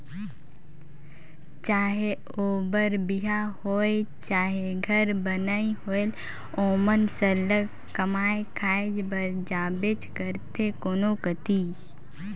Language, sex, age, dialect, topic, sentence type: Chhattisgarhi, female, 18-24, Northern/Bhandar, agriculture, statement